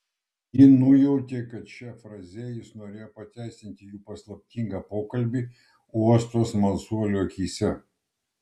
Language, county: Lithuanian, Kaunas